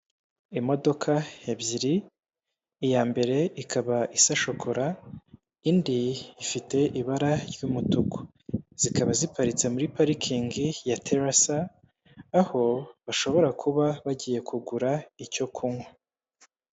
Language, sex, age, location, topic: Kinyarwanda, male, 25-35, Kigali, government